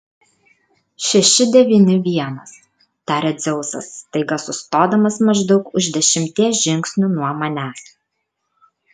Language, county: Lithuanian, Kaunas